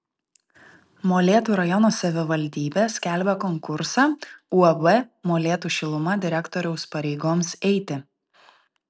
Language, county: Lithuanian, Vilnius